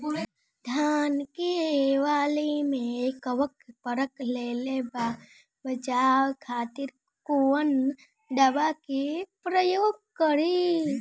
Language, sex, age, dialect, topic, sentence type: Bhojpuri, female, 18-24, Southern / Standard, agriculture, question